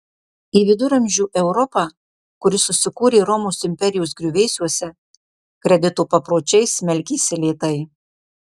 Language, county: Lithuanian, Marijampolė